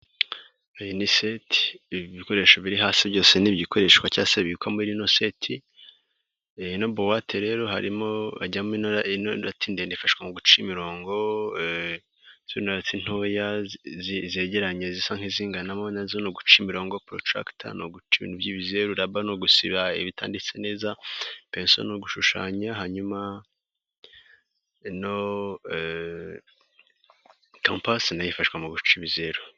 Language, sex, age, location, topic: Kinyarwanda, male, 18-24, Nyagatare, education